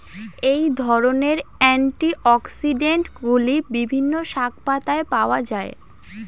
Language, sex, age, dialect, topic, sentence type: Bengali, female, <18, Rajbangshi, agriculture, question